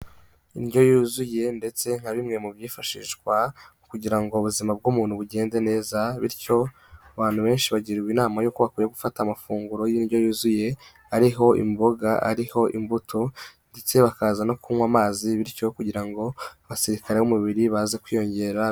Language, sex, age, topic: Kinyarwanda, male, 18-24, health